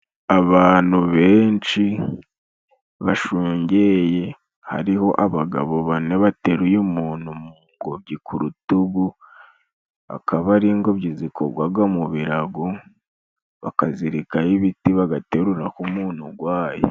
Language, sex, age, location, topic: Kinyarwanda, male, 18-24, Musanze, government